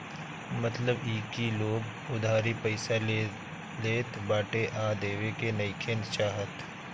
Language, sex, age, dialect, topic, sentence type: Bhojpuri, male, 31-35, Northern, banking, statement